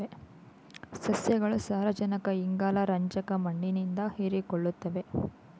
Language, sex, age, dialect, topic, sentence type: Kannada, female, 25-30, Mysore Kannada, agriculture, statement